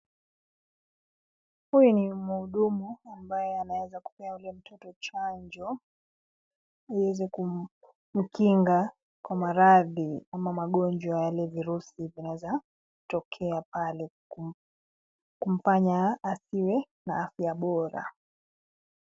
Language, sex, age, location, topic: Swahili, female, 25-35, Nairobi, health